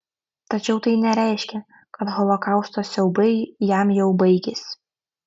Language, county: Lithuanian, Kaunas